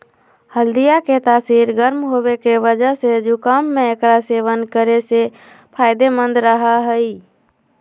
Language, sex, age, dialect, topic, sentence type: Magahi, female, 18-24, Western, agriculture, statement